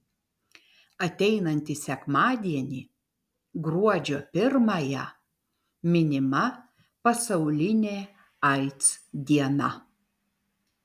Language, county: Lithuanian, Vilnius